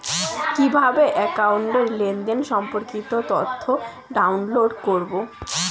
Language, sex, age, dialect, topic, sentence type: Bengali, female, <18, Rajbangshi, banking, question